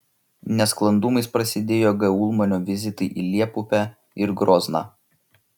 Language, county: Lithuanian, Šiauliai